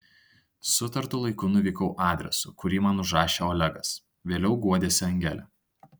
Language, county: Lithuanian, Tauragė